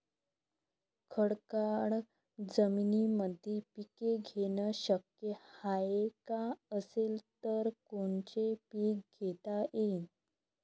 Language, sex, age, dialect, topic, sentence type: Marathi, female, 25-30, Varhadi, agriculture, question